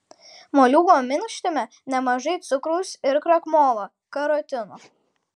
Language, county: Lithuanian, Kaunas